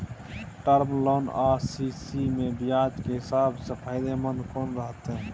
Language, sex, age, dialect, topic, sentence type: Maithili, male, 18-24, Bajjika, banking, question